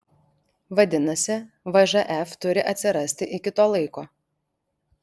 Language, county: Lithuanian, Alytus